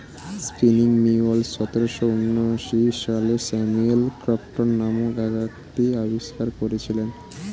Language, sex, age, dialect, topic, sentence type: Bengali, male, 18-24, Standard Colloquial, agriculture, statement